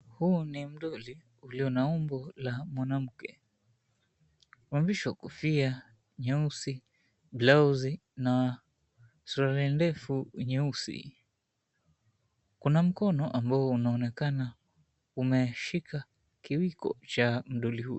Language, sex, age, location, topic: Swahili, male, 25-35, Mombasa, government